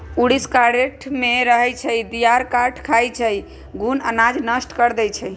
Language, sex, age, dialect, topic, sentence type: Magahi, female, 25-30, Western, agriculture, statement